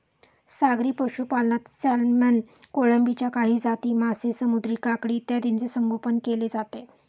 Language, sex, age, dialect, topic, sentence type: Marathi, female, 36-40, Standard Marathi, agriculture, statement